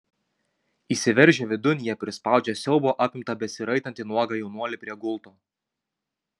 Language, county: Lithuanian, Kaunas